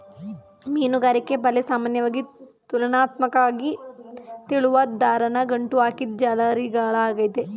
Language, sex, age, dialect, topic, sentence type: Kannada, female, 31-35, Mysore Kannada, agriculture, statement